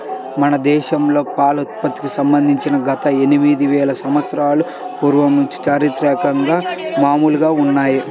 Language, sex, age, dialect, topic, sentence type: Telugu, male, 18-24, Central/Coastal, agriculture, statement